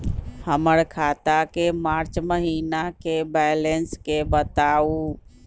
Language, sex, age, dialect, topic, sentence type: Magahi, male, 41-45, Western, banking, question